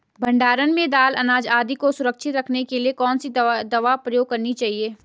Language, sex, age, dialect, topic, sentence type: Hindi, female, 18-24, Garhwali, agriculture, question